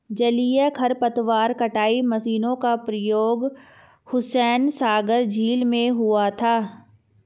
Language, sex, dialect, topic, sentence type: Hindi, female, Marwari Dhudhari, agriculture, statement